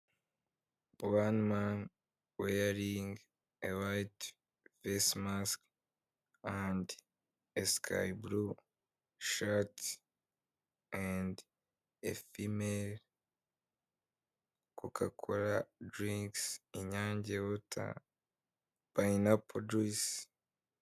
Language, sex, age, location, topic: Kinyarwanda, male, 18-24, Kigali, finance